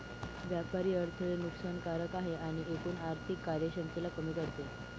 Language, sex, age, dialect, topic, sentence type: Marathi, female, 18-24, Northern Konkan, banking, statement